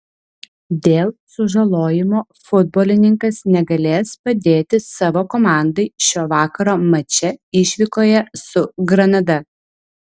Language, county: Lithuanian, Vilnius